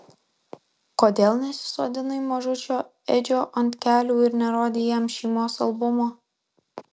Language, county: Lithuanian, Alytus